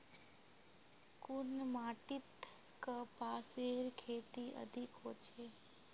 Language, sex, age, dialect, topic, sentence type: Magahi, female, 51-55, Northeastern/Surjapuri, agriculture, question